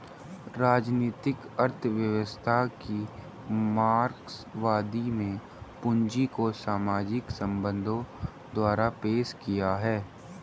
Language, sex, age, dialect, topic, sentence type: Hindi, female, 31-35, Hindustani Malvi Khadi Boli, banking, statement